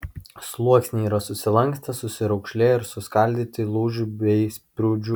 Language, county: Lithuanian, Kaunas